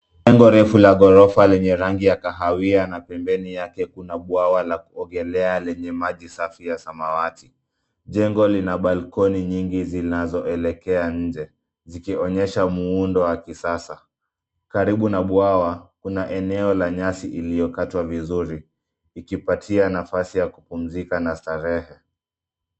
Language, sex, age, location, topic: Swahili, male, 25-35, Nairobi, finance